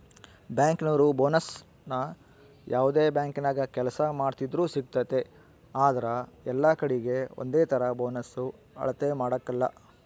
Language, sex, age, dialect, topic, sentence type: Kannada, male, 46-50, Central, banking, statement